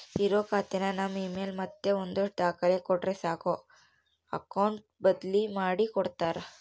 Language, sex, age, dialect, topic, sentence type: Kannada, female, 18-24, Central, banking, statement